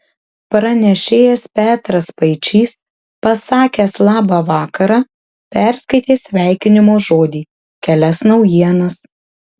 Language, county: Lithuanian, Marijampolė